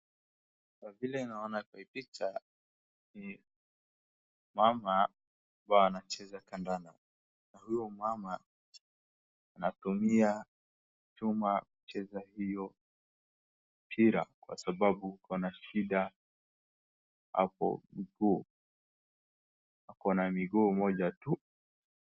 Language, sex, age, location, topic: Swahili, male, 18-24, Wajir, education